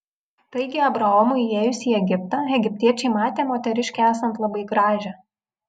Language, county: Lithuanian, Vilnius